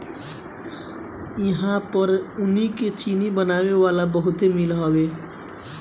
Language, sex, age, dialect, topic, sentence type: Bhojpuri, male, 18-24, Northern, agriculture, statement